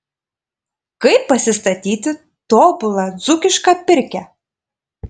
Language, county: Lithuanian, Panevėžys